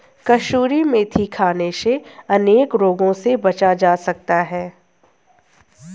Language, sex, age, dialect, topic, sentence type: Hindi, female, 18-24, Hindustani Malvi Khadi Boli, agriculture, statement